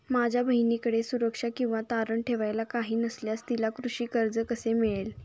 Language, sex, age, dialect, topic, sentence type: Marathi, female, 18-24, Standard Marathi, agriculture, statement